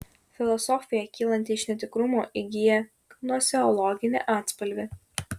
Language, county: Lithuanian, Šiauliai